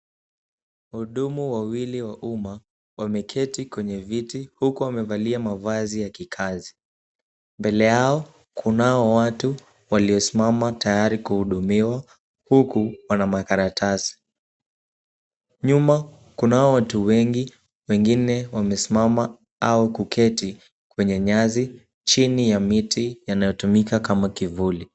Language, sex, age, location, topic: Swahili, male, 18-24, Kisumu, government